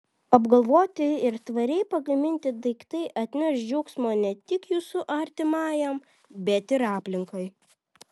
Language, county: Lithuanian, Vilnius